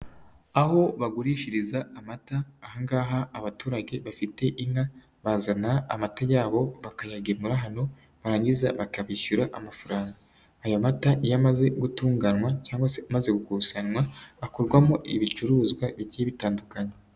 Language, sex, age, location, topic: Kinyarwanda, male, 36-49, Nyagatare, government